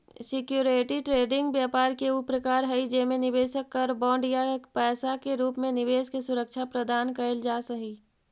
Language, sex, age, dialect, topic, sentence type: Magahi, female, 18-24, Central/Standard, banking, statement